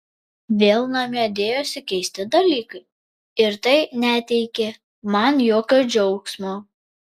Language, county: Lithuanian, Vilnius